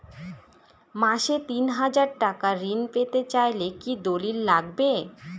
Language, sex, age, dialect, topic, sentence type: Bengali, female, 18-24, Northern/Varendri, banking, question